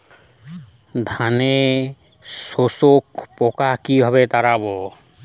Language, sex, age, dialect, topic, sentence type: Bengali, male, 25-30, Western, agriculture, question